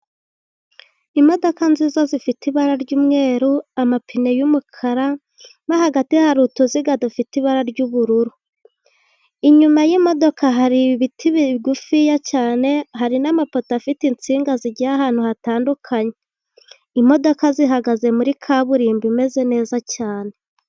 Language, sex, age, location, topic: Kinyarwanda, female, 18-24, Gakenke, government